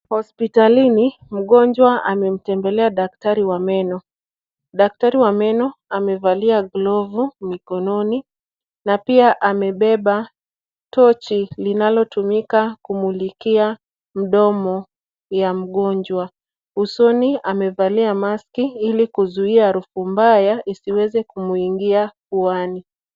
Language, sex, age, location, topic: Swahili, female, 25-35, Kisumu, health